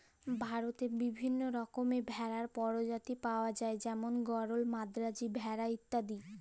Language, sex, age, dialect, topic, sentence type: Bengali, female, <18, Jharkhandi, agriculture, statement